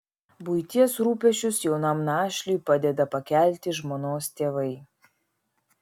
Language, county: Lithuanian, Vilnius